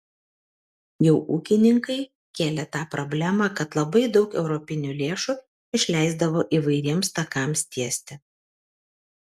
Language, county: Lithuanian, Kaunas